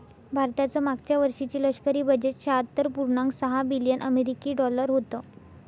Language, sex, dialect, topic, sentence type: Marathi, female, Northern Konkan, banking, statement